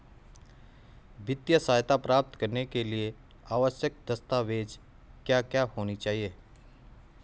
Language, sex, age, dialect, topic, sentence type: Hindi, male, 41-45, Garhwali, agriculture, question